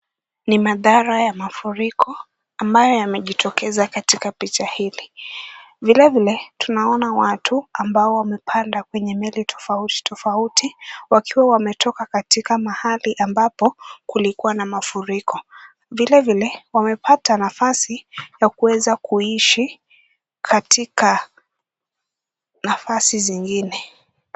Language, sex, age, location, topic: Swahili, female, 18-24, Kisumu, health